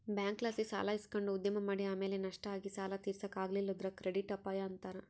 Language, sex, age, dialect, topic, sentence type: Kannada, female, 18-24, Central, banking, statement